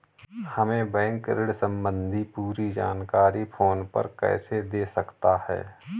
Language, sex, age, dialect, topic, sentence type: Hindi, male, 31-35, Awadhi Bundeli, banking, question